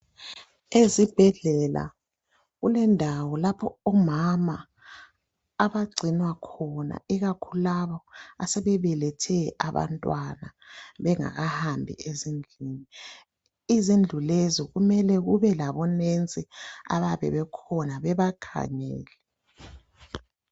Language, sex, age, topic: North Ndebele, male, 25-35, health